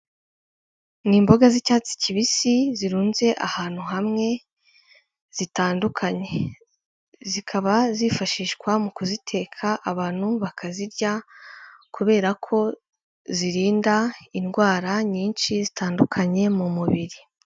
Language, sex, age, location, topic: Kinyarwanda, female, 18-24, Kigali, health